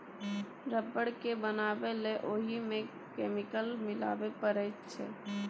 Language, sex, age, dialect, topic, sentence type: Maithili, female, 18-24, Bajjika, agriculture, statement